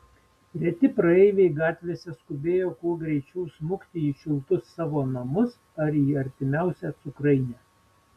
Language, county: Lithuanian, Vilnius